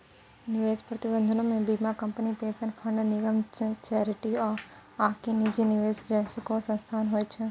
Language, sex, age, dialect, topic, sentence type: Maithili, female, 60-100, Angika, banking, statement